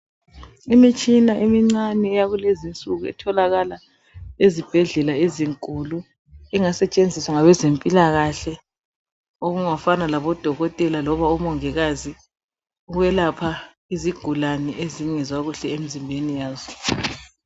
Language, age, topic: North Ndebele, 36-49, health